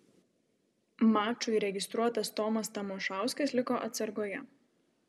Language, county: Lithuanian, Vilnius